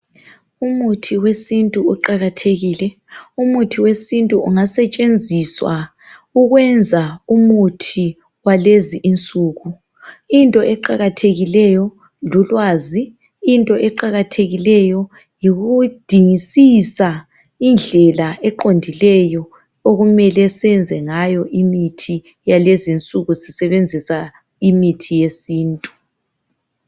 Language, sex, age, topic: North Ndebele, female, 36-49, health